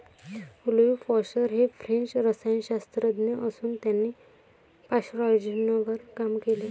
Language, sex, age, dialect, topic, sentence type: Marathi, female, 18-24, Varhadi, agriculture, statement